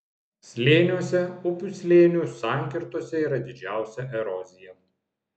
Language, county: Lithuanian, Vilnius